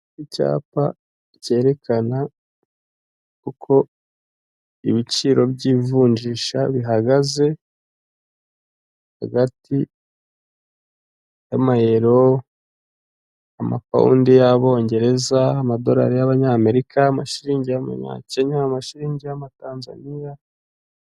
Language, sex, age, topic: Kinyarwanda, male, 25-35, finance